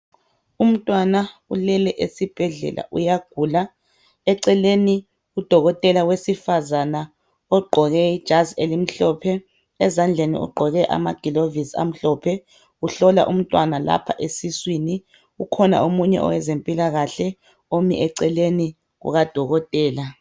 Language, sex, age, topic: North Ndebele, female, 36-49, health